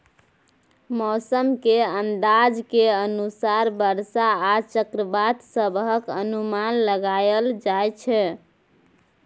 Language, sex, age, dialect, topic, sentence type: Maithili, female, 18-24, Bajjika, agriculture, statement